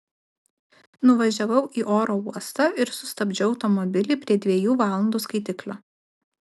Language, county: Lithuanian, Alytus